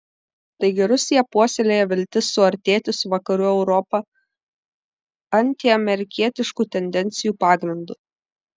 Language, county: Lithuanian, Vilnius